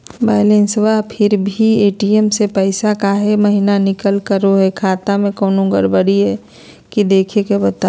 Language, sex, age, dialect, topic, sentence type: Magahi, female, 46-50, Southern, banking, question